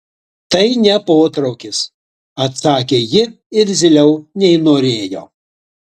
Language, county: Lithuanian, Utena